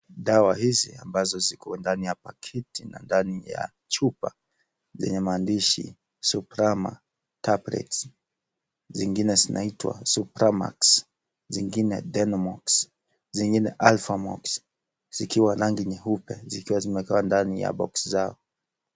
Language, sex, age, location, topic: Swahili, male, 36-49, Kisii, health